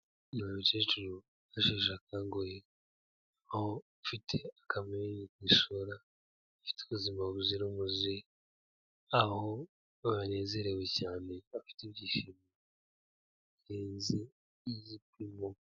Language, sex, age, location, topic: Kinyarwanda, male, 18-24, Kigali, health